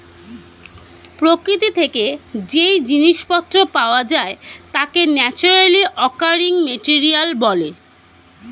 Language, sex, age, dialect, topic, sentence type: Bengali, female, 31-35, Standard Colloquial, agriculture, statement